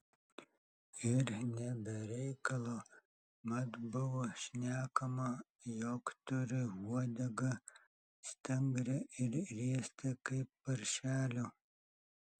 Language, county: Lithuanian, Alytus